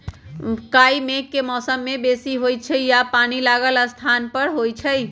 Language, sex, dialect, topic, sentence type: Magahi, male, Western, agriculture, statement